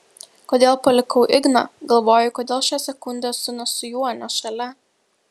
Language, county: Lithuanian, Vilnius